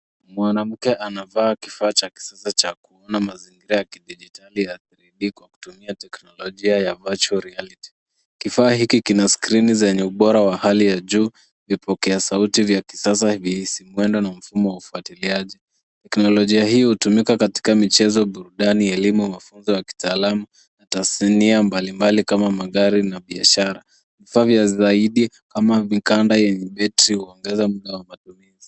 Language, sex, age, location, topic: Swahili, female, 25-35, Nairobi, education